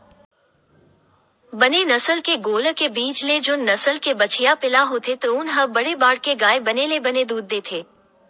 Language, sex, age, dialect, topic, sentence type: Chhattisgarhi, male, 18-24, Western/Budati/Khatahi, agriculture, statement